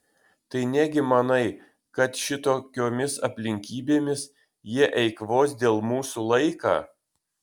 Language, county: Lithuanian, Kaunas